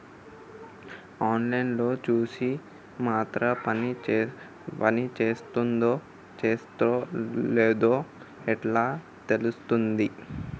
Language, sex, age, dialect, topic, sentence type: Telugu, male, 18-24, Telangana, banking, question